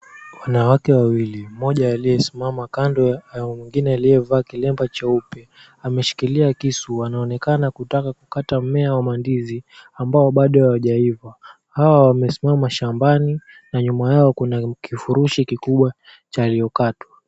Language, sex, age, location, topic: Swahili, male, 18-24, Mombasa, agriculture